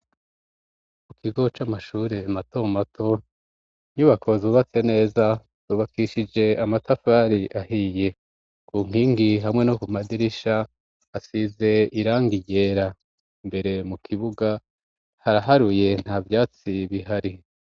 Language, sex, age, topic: Rundi, male, 36-49, education